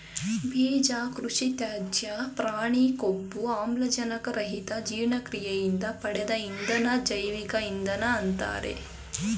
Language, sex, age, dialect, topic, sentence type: Kannada, female, 18-24, Mysore Kannada, agriculture, statement